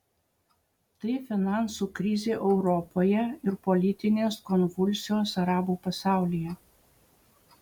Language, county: Lithuanian, Utena